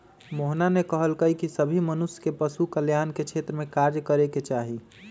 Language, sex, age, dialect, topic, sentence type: Magahi, male, 25-30, Western, agriculture, statement